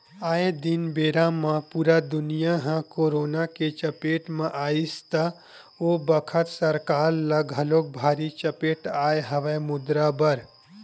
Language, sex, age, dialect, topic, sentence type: Chhattisgarhi, male, 31-35, Western/Budati/Khatahi, banking, statement